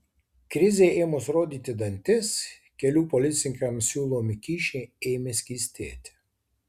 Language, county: Lithuanian, Tauragė